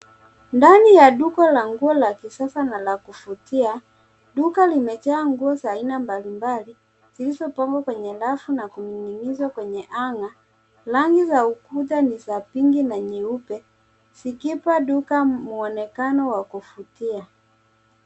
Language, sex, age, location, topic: Swahili, female, 25-35, Nairobi, finance